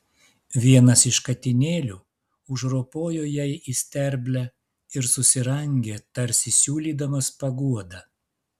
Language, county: Lithuanian, Klaipėda